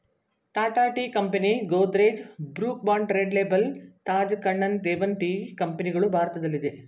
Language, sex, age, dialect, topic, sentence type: Kannada, female, 60-100, Mysore Kannada, agriculture, statement